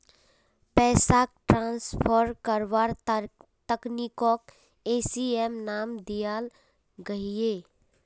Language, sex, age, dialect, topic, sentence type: Magahi, female, 18-24, Northeastern/Surjapuri, banking, statement